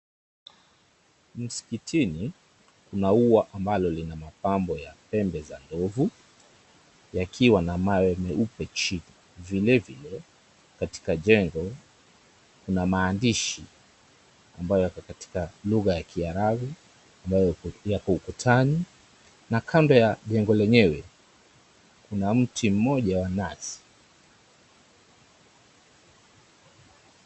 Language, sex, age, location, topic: Swahili, male, 36-49, Mombasa, government